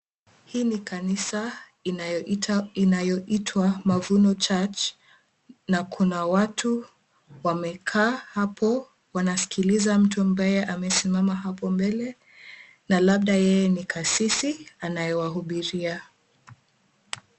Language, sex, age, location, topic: Swahili, female, 18-24, Mombasa, government